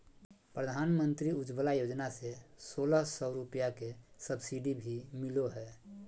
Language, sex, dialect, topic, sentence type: Magahi, male, Southern, agriculture, statement